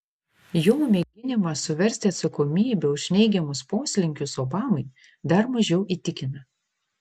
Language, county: Lithuanian, Vilnius